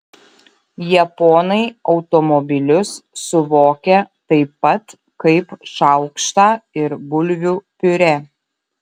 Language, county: Lithuanian, Utena